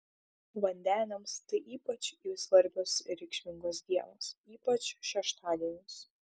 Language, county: Lithuanian, Šiauliai